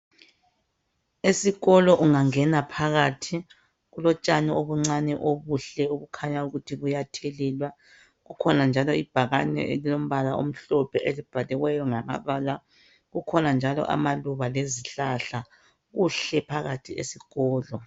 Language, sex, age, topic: North Ndebele, male, 36-49, education